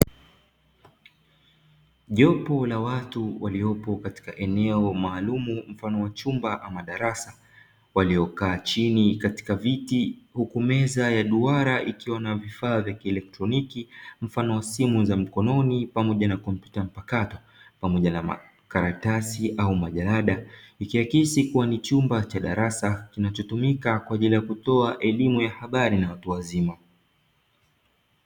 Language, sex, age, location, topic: Swahili, male, 25-35, Dar es Salaam, education